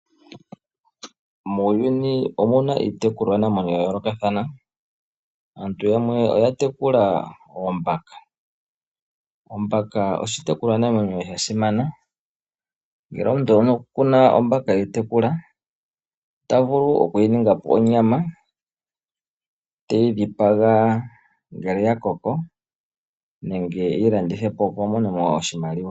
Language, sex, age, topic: Oshiwambo, male, 25-35, agriculture